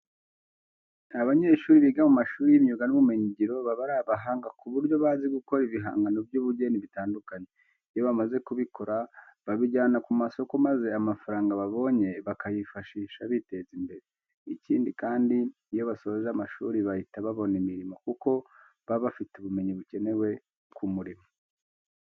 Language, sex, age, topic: Kinyarwanda, male, 25-35, education